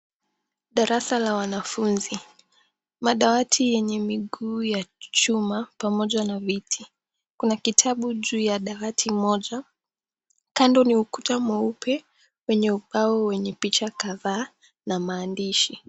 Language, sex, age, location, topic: Swahili, female, 18-24, Mombasa, education